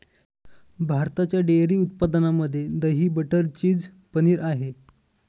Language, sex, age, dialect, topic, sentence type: Marathi, male, 25-30, Northern Konkan, agriculture, statement